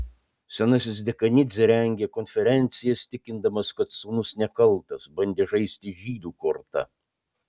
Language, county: Lithuanian, Panevėžys